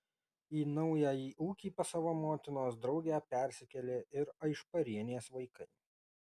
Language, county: Lithuanian, Alytus